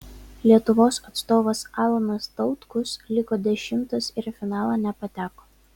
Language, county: Lithuanian, Vilnius